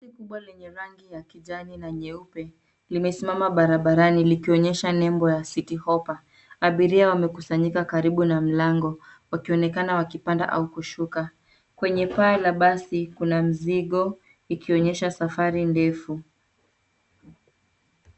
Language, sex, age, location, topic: Swahili, female, 36-49, Nairobi, government